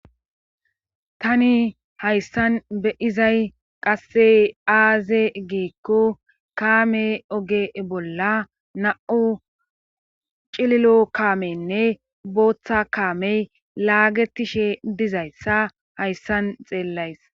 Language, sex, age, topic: Gamo, female, 25-35, government